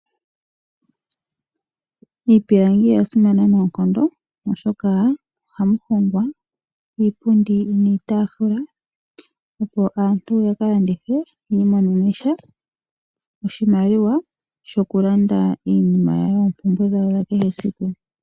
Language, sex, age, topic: Oshiwambo, female, 25-35, finance